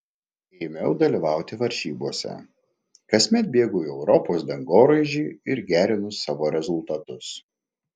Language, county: Lithuanian, Klaipėda